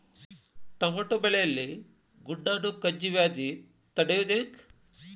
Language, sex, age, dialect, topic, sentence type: Kannada, male, 51-55, Dharwad Kannada, agriculture, question